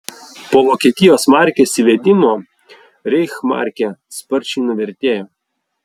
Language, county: Lithuanian, Vilnius